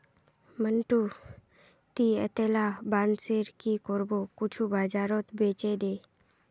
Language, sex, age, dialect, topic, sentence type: Magahi, female, 31-35, Northeastern/Surjapuri, agriculture, statement